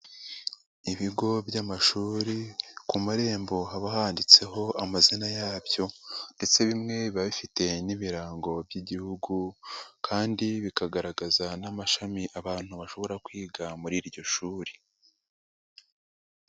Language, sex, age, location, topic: Kinyarwanda, male, 50+, Nyagatare, education